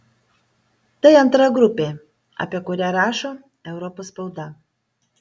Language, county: Lithuanian, Panevėžys